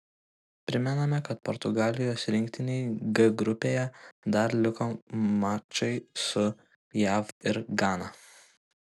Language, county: Lithuanian, Kaunas